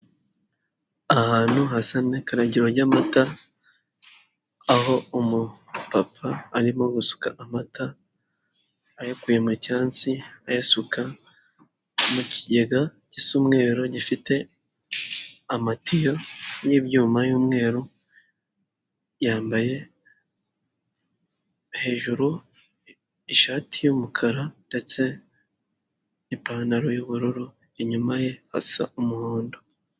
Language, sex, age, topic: Kinyarwanda, male, 18-24, finance